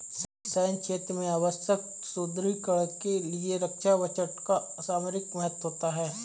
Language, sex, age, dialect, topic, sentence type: Hindi, male, 25-30, Marwari Dhudhari, banking, statement